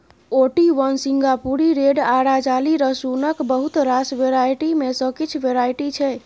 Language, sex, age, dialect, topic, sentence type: Maithili, female, 31-35, Bajjika, agriculture, statement